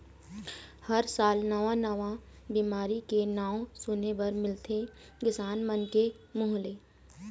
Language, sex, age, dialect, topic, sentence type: Chhattisgarhi, female, 18-24, Eastern, agriculture, statement